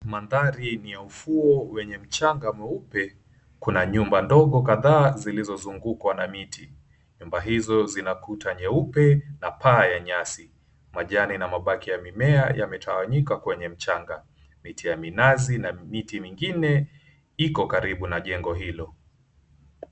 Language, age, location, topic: Swahili, 25-35, Mombasa, agriculture